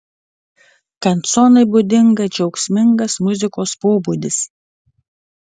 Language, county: Lithuanian, Vilnius